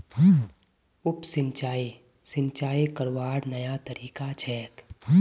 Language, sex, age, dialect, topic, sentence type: Magahi, male, 18-24, Northeastern/Surjapuri, agriculture, statement